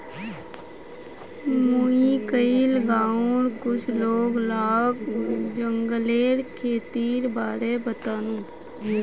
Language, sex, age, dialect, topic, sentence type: Magahi, female, 25-30, Northeastern/Surjapuri, agriculture, statement